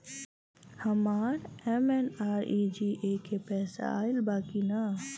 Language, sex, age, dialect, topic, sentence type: Bhojpuri, female, 25-30, Western, banking, question